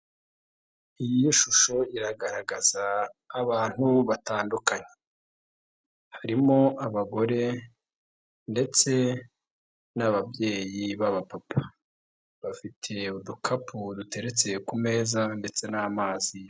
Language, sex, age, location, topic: Kinyarwanda, male, 18-24, Nyagatare, finance